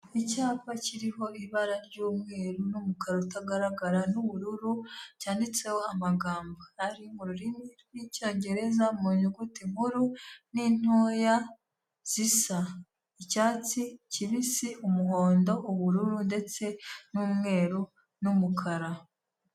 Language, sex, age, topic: Kinyarwanda, female, 18-24, health